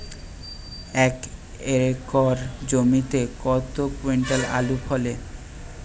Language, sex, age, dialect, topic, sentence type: Bengali, male, 18-24, Western, agriculture, question